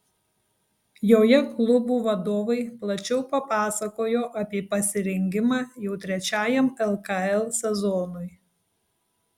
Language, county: Lithuanian, Tauragė